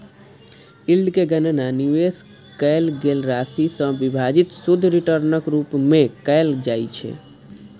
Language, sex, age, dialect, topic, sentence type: Maithili, male, 25-30, Eastern / Thethi, banking, statement